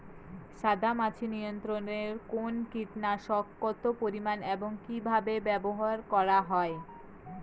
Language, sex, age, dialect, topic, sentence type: Bengali, female, 18-24, Rajbangshi, agriculture, question